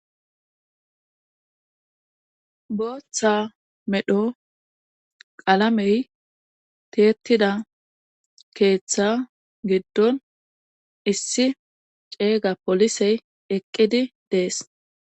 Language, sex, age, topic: Gamo, female, 18-24, government